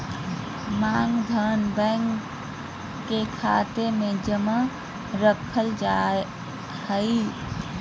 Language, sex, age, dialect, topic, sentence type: Magahi, female, 31-35, Southern, banking, statement